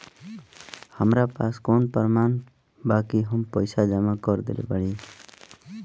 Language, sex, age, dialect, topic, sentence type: Bhojpuri, male, 25-30, Northern, banking, question